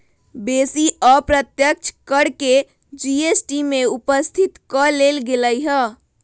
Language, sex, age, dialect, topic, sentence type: Magahi, female, 25-30, Western, banking, statement